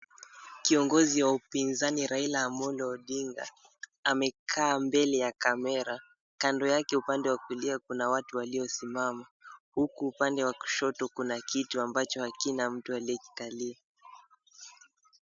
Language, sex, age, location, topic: Swahili, male, 18-24, Mombasa, government